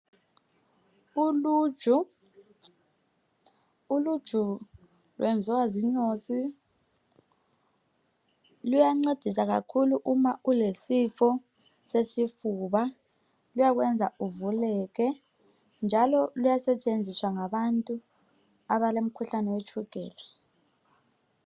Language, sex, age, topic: North Ndebele, male, 25-35, health